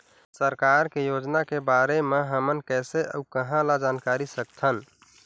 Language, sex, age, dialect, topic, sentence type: Chhattisgarhi, male, 25-30, Eastern, agriculture, question